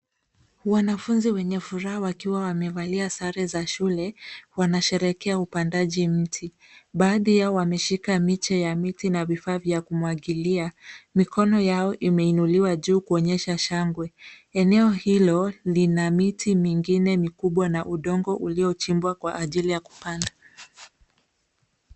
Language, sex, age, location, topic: Swahili, female, 25-35, Nairobi, government